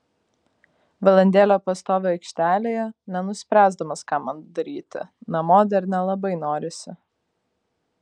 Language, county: Lithuanian, Vilnius